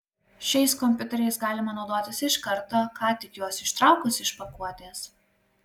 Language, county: Lithuanian, Klaipėda